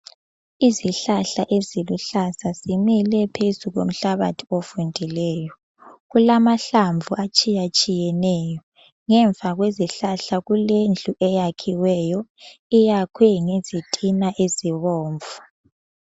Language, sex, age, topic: North Ndebele, female, 18-24, health